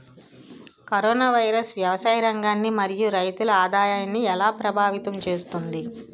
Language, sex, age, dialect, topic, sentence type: Telugu, female, 18-24, Utterandhra, agriculture, question